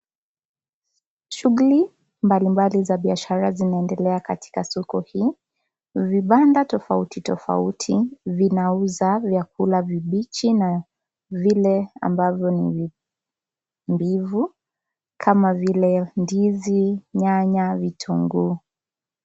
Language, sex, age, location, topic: Swahili, female, 25-35, Kisii, agriculture